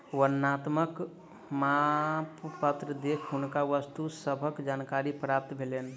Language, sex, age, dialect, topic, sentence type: Maithili, male, 25-30, Southern/Standard, banking, statement